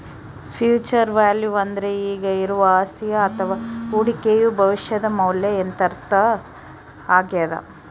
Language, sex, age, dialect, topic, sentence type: Kannada, female, 18-24, Central, banking, statement